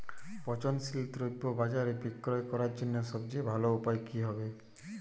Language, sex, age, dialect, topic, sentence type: Bengali, male, 18-24, Jharkhandi, agriculture, statement